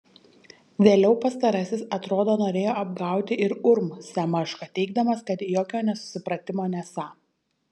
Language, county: Lithuanian, Šiauliai